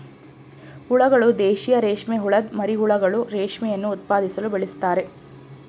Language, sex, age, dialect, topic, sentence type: Kannada, female, 25-30, Mysore Kannada, agriculture, statement